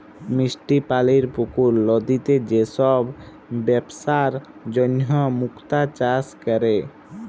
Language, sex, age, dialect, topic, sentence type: Bengali, male, 25-30, Jharkhandi, agriculture, statement